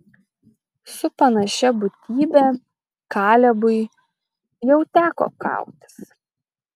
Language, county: Lithuanian, Šiauliai